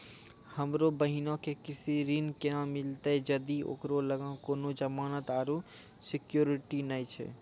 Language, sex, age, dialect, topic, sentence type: Maithili, male, 46-50, Angika, agriculture, statement